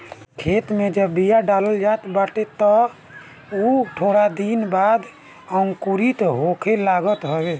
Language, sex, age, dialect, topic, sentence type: Bhojpuri, male, 25-30, Northern, agriculture, statement